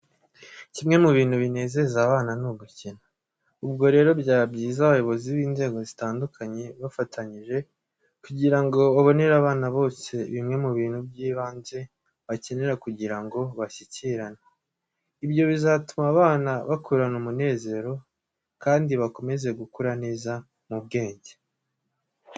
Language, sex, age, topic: Kinyarwanda, male, 18-24, education